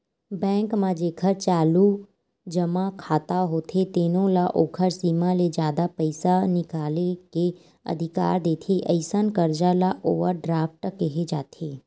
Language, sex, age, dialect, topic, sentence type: Chhattisgarhi, female, 18-24, Western/Budati/Khatahi, banking, statement